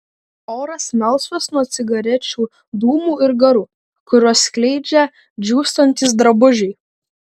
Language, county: Lithuanian, Kaunas